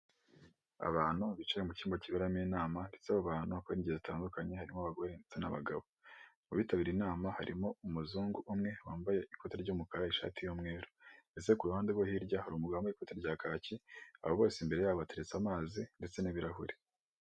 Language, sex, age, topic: Kinyarwanda, female, 18-24, government